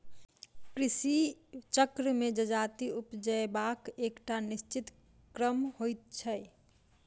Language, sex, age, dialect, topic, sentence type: Maithili, female, 25-30, Southern/Standard, agriculture, statement